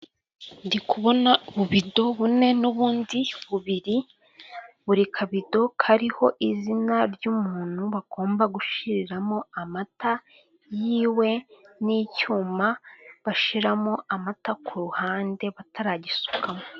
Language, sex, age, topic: Kinyarwanda, female, 25-35, finance